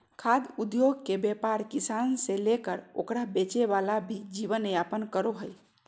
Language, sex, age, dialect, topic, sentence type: Magahi, female, 41-45, Southern, agriculture, statement